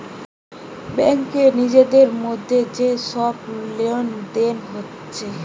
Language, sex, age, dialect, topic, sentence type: Bengali, female, 18-24, Western, banking, statement